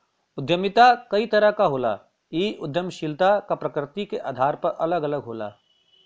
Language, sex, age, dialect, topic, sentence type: Bhojpuri, male, 41-45, Western, banking, statement